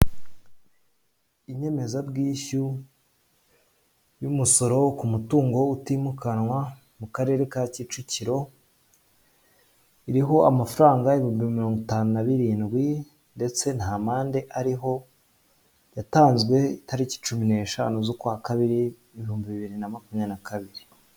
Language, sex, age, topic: Kinyarwanda, male, 18-24, finance